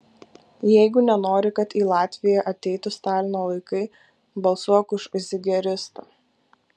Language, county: Lithuanian, Kaunas